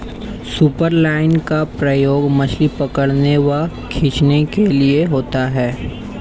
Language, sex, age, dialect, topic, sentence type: Hindi, male, 18-24, Hindustani Malvi Khadi Boli, agriculture, statement